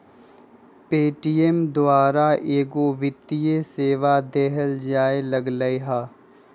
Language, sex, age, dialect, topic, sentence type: Magahi, male, 25-30, Western, banking, statement